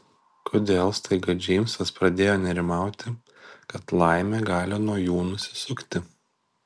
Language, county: Lithuanian, Kaunas